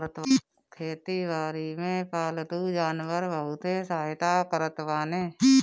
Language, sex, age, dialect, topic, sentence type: Bhojpuri, female, 18-24, Northern, agriculture, statement